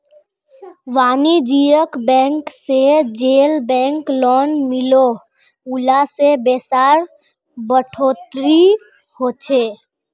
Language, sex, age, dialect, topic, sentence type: Magahi, female, 18-24, Northeastern/Surjapuri, banking, statement